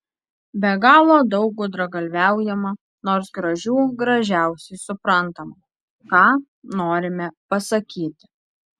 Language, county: Lithuanian, Alytus